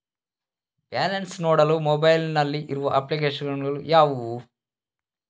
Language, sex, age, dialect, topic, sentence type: Kannada, male, 36-40, Coastal/Dakshin, banking, question